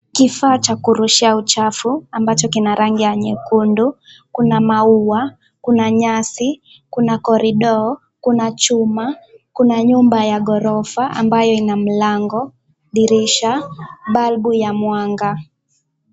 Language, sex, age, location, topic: Swahili, female, 18-24, Kisumu, education